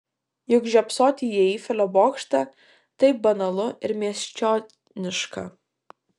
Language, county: Lithuanian, Kaunas